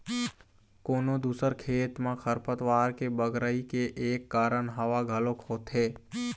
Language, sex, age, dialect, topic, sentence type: Chhattisgarhi, male, 18-24, Eastern, agriculture, statement